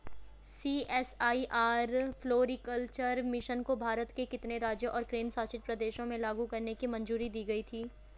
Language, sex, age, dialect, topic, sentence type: Hindi, female, 25-30, Hindustani Malvi Khadi Boli, banking, question